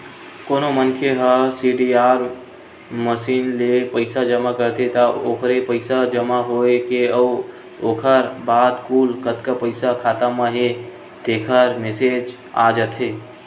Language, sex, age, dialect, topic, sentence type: Chhattisgarhi, male, 18-24, Western/Budati/Khatahi, banking, statement